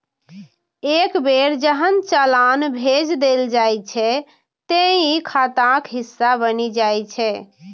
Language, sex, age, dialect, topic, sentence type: Maithili, female, 25-30, Eastern / Thethi, banking, statement